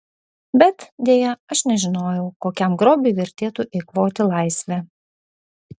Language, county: Lithuanian, Vilnius